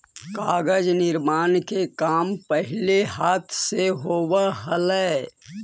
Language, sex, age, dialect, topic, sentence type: Magahi, male, 41-45, Central/Standard, banking, statement